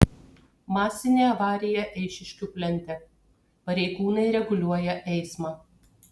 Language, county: Lithuanian, Kaunas